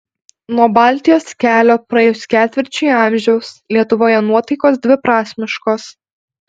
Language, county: Lithuanian, Alytus